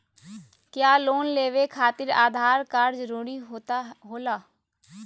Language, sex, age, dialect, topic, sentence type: Magahi, female, 18-24, Southern, banking, question